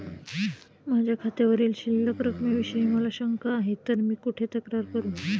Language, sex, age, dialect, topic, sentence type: Marathi, female, 31-35, Standard Marathi, banking, question